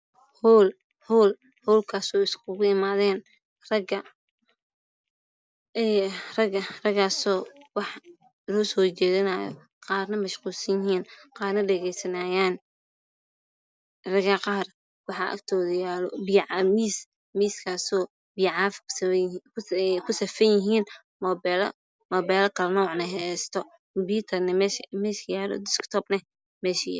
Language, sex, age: Somali, female, 18-24